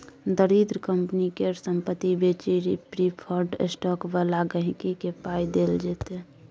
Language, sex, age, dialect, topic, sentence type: Maithili, female, 18-24, Bajjika, banking, statement